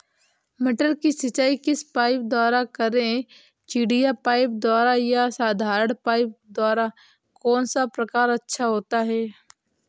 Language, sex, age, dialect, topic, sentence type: Hindi, female, 18-24, Awadhi Bundeli, agriculture, question